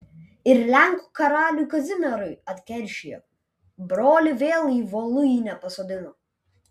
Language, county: Lithuanian, Vilnius